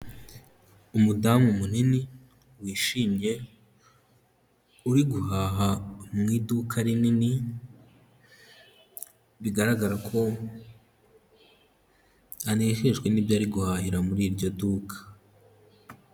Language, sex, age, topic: Kinyarwanda, male, 18-24, finance